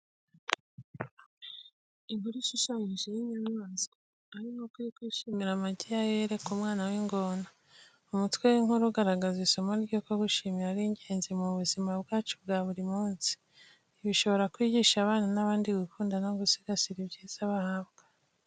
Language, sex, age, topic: Kinyarwanda, female, 25-35, education